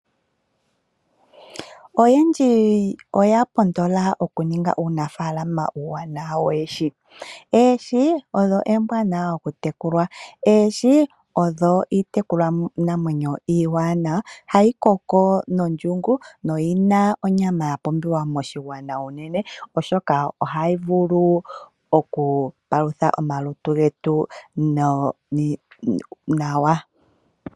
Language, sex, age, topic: Oshiwambo, female, 25-35, agriculture